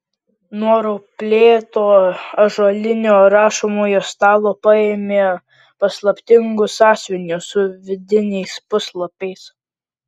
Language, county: Lithuanian, Kaunas